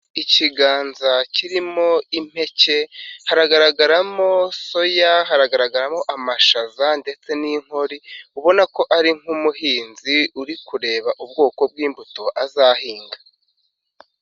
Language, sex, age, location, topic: Kinyarwanda, male, 25-35, Nyagatare, agriculture